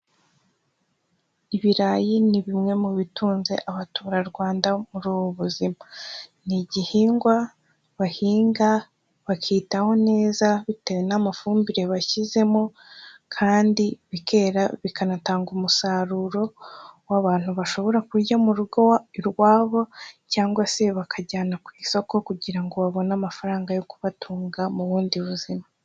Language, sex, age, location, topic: Kinyarwanda, female, 18-24, Huye, agriculture